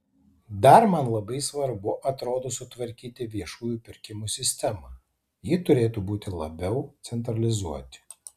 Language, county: Lithuanian, Tauragė